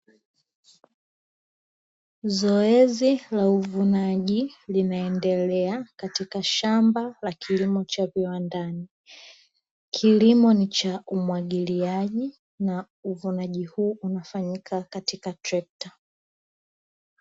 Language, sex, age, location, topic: Swahili, female, 18-24, Dar es Salaam, agriculture